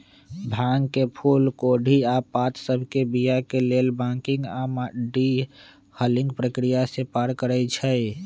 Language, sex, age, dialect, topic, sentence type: Magahi, male, 25-30, Western, agriculture, statement